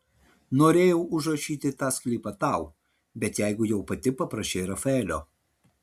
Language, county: Lithuanian, Vilnius